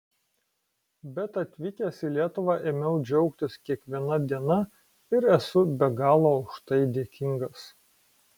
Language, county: Lithuanian, Kaunas